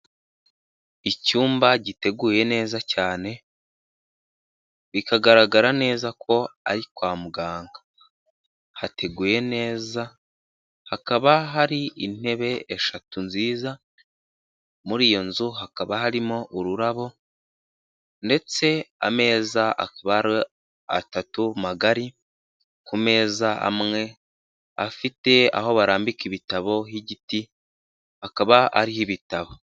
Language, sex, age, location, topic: Kinyarwanda, male, 18-24, Huye, health